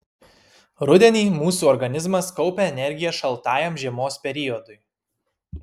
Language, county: Lithuanian, Kaunas